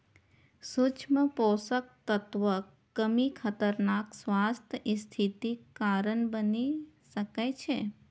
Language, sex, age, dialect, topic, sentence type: Maithili, female, 31-35, Eastern / Thethi, agriculture, statement